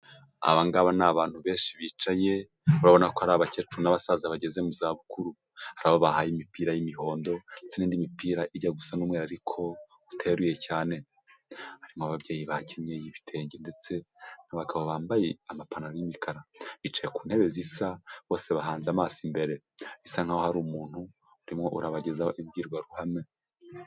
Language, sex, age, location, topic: Kinyarwanda, male, 18-24, Huye, health